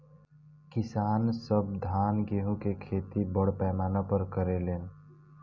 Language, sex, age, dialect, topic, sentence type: Bhojpuri, male, <18, Southern / Standard, agriculture, statement